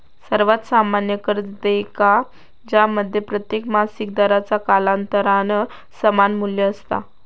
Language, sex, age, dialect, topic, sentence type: Marathi, female, 18-24, Southern Konkan, banking, statement